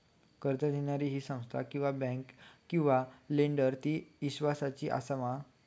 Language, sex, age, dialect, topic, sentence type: Marathi, male, 18-24, Southern Konkan, banking, question